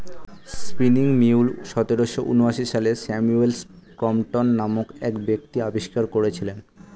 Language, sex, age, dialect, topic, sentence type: Bengali, male, 18-24, Standard Colloquial, agriculture, statement